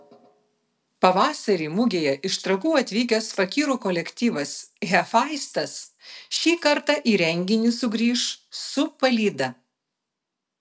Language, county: Lithuanian, Vilnius